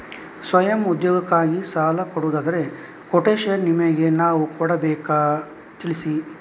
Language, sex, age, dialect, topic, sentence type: Kannada, male, 31-35, Coastal/Dakshin, banking, question